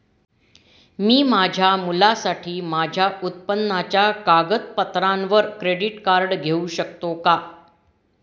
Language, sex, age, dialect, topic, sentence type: Marathi, female, 46-50, Standard Marathi, banking, question